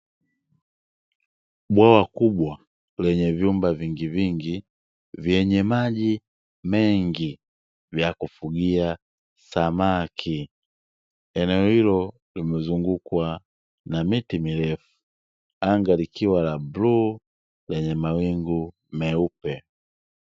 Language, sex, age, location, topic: Swahili, male, 25-35, Dar es Salaam, agriculture